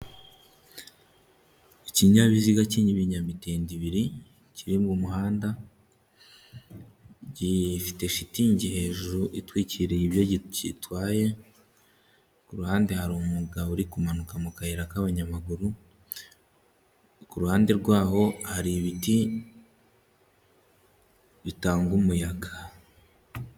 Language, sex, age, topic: Kinyarwanda, male, 18-24, government